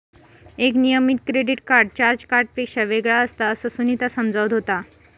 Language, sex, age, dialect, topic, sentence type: Marathi, female, 25-30, Southern Konkan, banking, statement